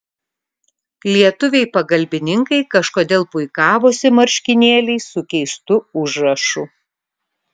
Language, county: Lithuanian, Kaunas